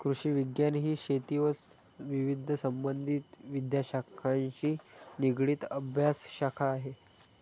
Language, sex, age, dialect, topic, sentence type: Marathi, male, 31-35, Standard Marathi, agriculture, statement